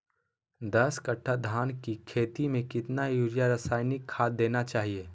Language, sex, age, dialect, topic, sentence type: Magahi, male, 18-24, Southern, agriculture, question